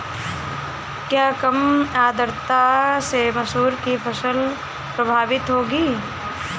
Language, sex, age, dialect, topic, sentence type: Hindi, female, 18-24, Awadhi Bundeli, agriculture, question